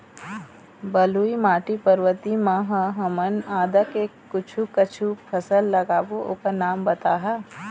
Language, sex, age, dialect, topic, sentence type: Chhattisgarhi, female, 25-30, Eastern, agriculture, question